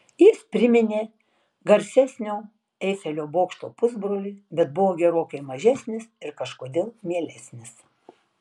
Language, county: Lithuanian, Tauragė